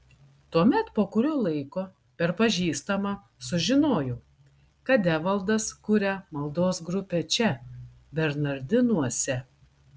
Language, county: Lithuanian, Klaipėda